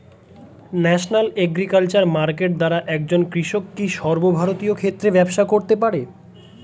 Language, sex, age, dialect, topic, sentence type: Bengali, male, 25-30, Standard Colloquial, agriculture, question